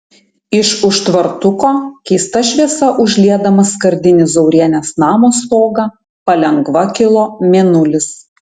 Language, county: Lithuanian, Tauragė